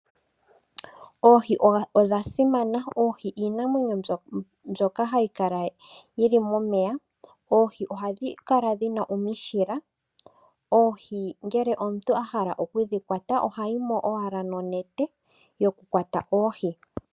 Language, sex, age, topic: Oshiwambo, female, 18-24, agriculture